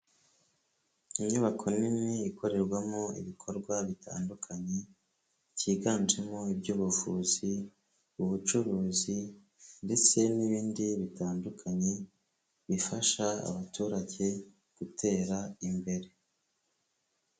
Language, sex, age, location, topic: Kinyarwanda, male, 25-35, Kigali, health